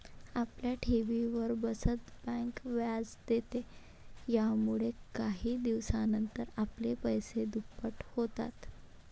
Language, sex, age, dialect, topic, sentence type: Marathi, female, 18-24, Varhadi, banking, statement